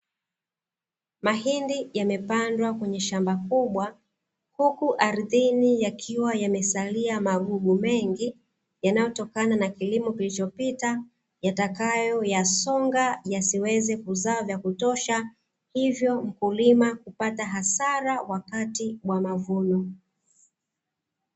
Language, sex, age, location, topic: Swahili, female, 36-49, Dar es Salaam, agriculture